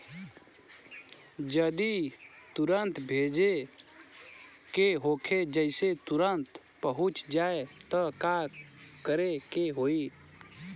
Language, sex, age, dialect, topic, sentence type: Bhojpuri, male, 25-30, Southern / Standard, banking, question